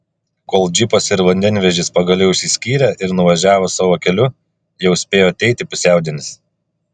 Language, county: Lithuanian, Klaipėda